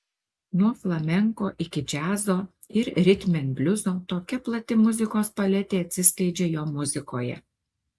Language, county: Lithuanian, Alytus